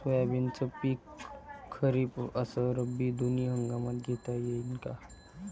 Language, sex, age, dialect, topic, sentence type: Marathi, male, 18-24, Varhadi, agriculture, question